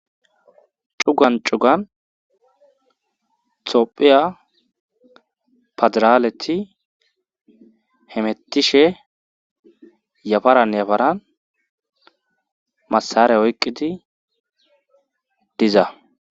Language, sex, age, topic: Gamo, male, 18-24, government